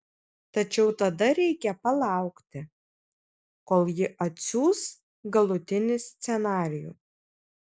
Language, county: Lithuanian, Kaunas